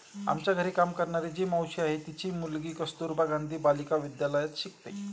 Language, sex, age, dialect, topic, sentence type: Marathi, male, 46-50, Standard Marathi, banking, statement